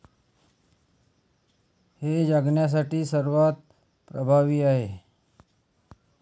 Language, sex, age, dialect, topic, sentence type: Marathi, male, 25-30, Standard Marathi, banking, statement